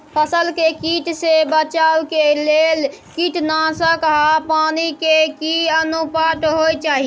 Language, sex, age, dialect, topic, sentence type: Maithili, male, 18-24, Bajjika, agriculture, question